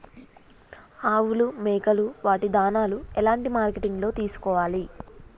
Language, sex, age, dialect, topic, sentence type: Telugu, female, 25-30, Telangana, agriculture, question